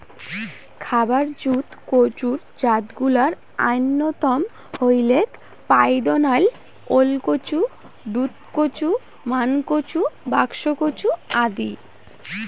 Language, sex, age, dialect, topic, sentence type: Bengali, female, <18, Rajbangshi, agriculture, statement